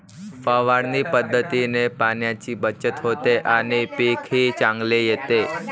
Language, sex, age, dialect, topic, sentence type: Marathi, male, 18-24, Varhadi, agriculture, statement